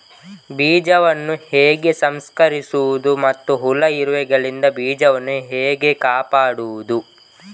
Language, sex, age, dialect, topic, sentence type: Kannada, male, 25-30, Coastal/Dakshin, agriculture, question